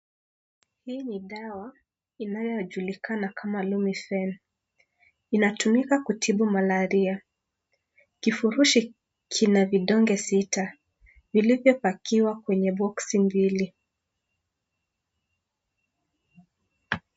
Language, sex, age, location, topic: Swahili, male, 25-35, Kisii, health